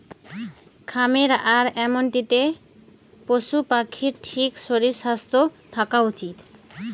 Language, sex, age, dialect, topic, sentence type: Bengali, female, 25-30, Western, agriculture, statement